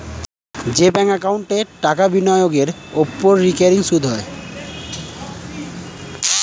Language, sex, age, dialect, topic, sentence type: Bengali, male, 18-24, Standard Colloquial, banking, statement